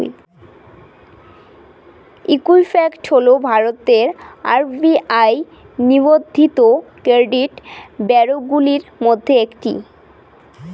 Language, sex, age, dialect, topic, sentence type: Bengali, female, 18-24, Rajbangshi, banking, question